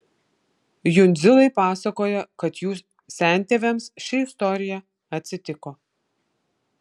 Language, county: Lithuanian, Vilnius